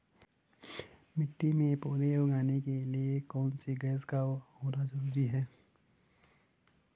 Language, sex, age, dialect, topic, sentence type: Hindi, male, 18-24, Hindustani Malvi Khadi Boli, agriculture, question